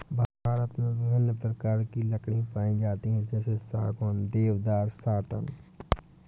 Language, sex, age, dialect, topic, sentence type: Hindi, male, 18-24, Awadhi Bundeli, agriculture, statement